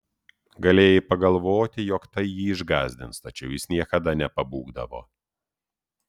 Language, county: Lithuanian, Utena